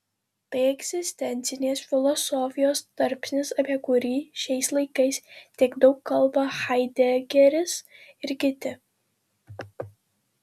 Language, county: Lithuanian, Vilnius